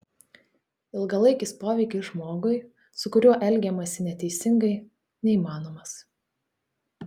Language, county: Lithuanian, Telšiai